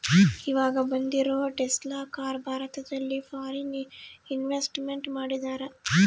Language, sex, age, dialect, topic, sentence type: Kannada, female, 18-24, Central, banking, statement